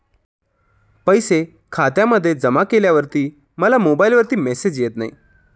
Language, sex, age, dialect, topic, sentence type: Marathi, male, 25-30, Standard Marathi, banking, question